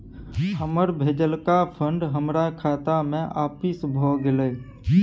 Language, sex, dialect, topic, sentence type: Maithili, male, Bajjika, banking, statement